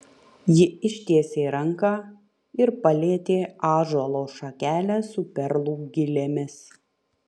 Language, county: Lithuanian, Panevėžys